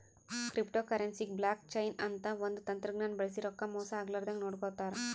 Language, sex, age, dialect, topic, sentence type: Kannada, female, 18-24, Northeastern, banking, statement